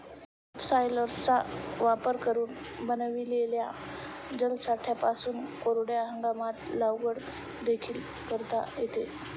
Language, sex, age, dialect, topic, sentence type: Marathi, female, 25-30, Standard Marathi, agriculture, statement